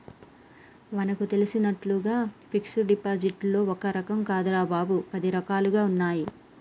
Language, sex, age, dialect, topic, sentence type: Telugu, male, 31-35, Telangana, banking, statement